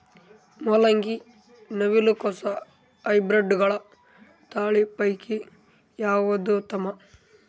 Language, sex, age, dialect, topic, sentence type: Kannada, male, 18-24, Northeastern, agriculture, question